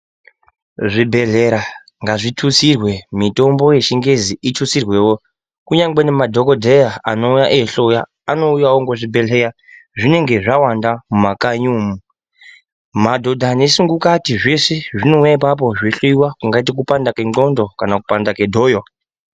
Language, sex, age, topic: Ndau, male, 18-24, health